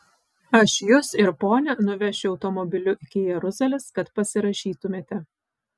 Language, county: Lithuanian, Vilnius